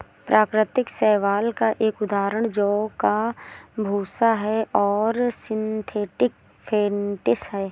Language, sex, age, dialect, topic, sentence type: Hindi, female, 18-24, Awadhi Bundeli, agriculture, statement